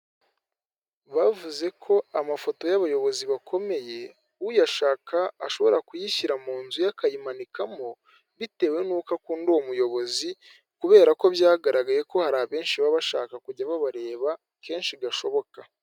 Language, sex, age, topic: Kinyarwanda, male, 18-24, government